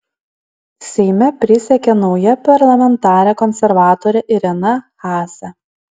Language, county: Lithuanian, Alytus